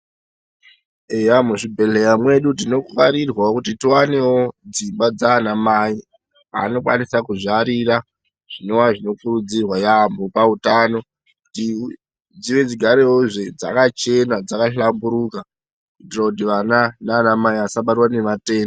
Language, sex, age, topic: Ndau, male, 18-24, health